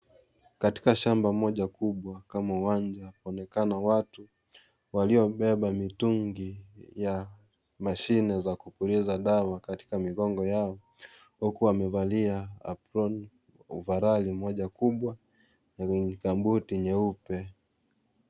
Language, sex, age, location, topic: Swahili, male, 25-35, Kisii, health